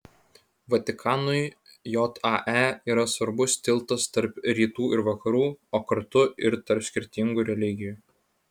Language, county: Lithuanian, Vilnius